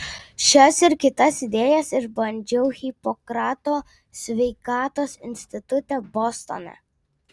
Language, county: Lithuanian, Vilnius